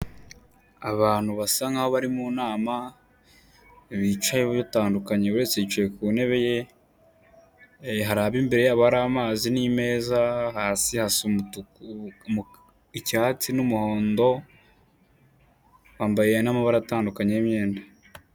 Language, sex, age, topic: Kinyarwanda, male, 18-24, government